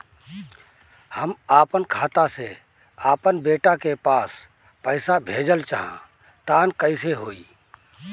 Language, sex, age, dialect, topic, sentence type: Bhojpuri, male, 36-40, Northern, banking, question